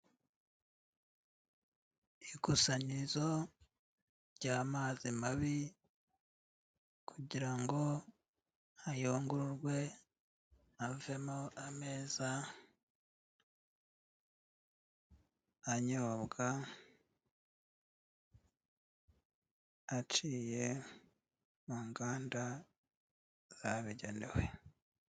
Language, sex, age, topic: Kinyarwanda, male, 36-49, health